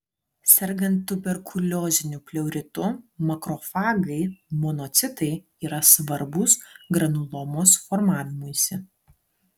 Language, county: Lithuanian, Alytus